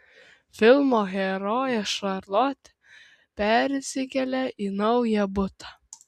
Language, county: Lithuanian, Kaunas